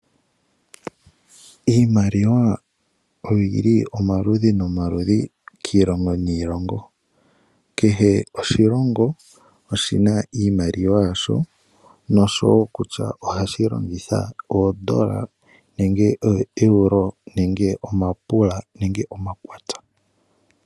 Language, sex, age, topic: Oshiwambo, male, 25-35, finance